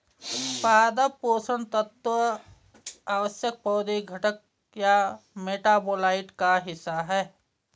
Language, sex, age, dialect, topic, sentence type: Hindi, female, 56-60, Garhwali, agriculture, statement